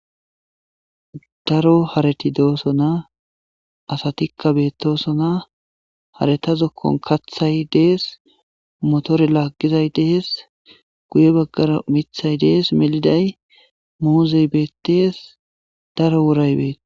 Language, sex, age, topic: Gamo, male, 25-35, government